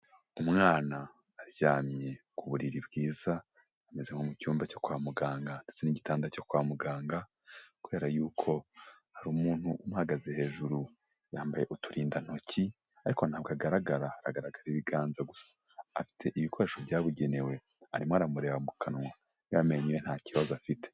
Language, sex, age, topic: Kinyarwanda, male, 25-35, health